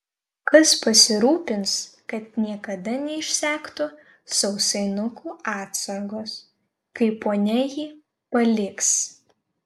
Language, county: Lithuanian, Vilnius